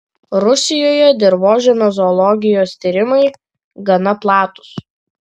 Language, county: Lithuanian, Vilnius